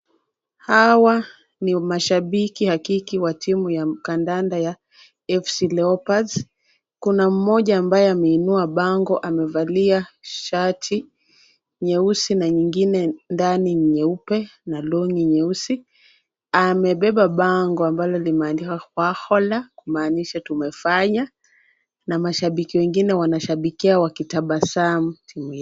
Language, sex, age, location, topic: Swahili, female, 25-35, Kisumu, government